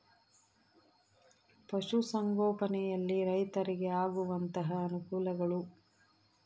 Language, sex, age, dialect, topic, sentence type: Kannada, female, 31-35, Central, agriculture, question